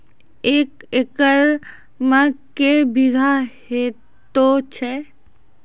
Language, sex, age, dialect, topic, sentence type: Maithili, female, 56-60, Angika, agriculture, question